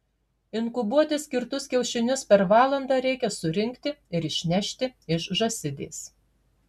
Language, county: Lithuanian, Marijampolė